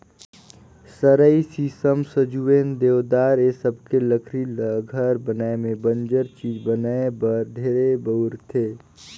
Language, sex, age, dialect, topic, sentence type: Chhattisgarhi, male, 18-24, Northern/Bhandar, agriculture, statement